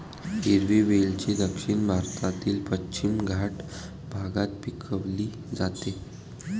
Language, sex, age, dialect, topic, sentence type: Marathi, male, 18-24, Varhadi, agriculture, statement